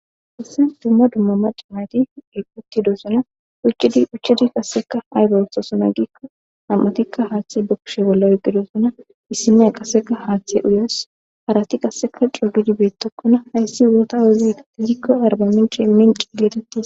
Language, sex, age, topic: Gamo, female, 18-24, government